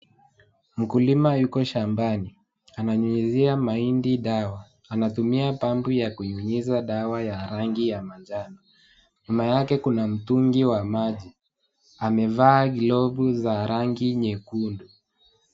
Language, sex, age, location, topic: Swahili, male, 18-24, Wajir, health